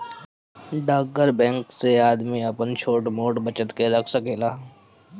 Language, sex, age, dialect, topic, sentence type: Bhojpuri, male, 25-30, Northern, banking, statement